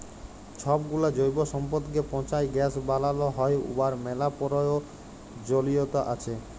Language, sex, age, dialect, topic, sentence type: Bengali, male, 25-30, Jharkhandi, agriculture, statement